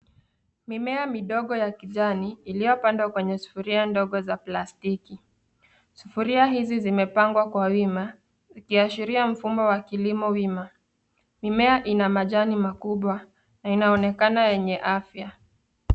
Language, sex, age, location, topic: Swahili, female, 25-35, Nairobi, agriculture